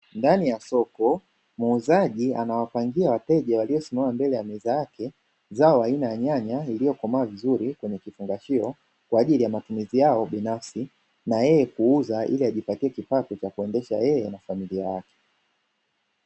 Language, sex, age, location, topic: Swahili, male, 25-35, Dar es Salaam, finance